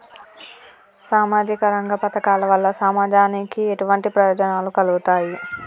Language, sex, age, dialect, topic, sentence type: Telugu, female, 31-35, Telangana, banking, question